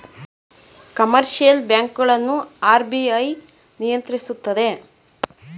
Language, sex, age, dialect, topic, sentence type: Kannada, female, 41-45, Mysore Kannada, banking, statement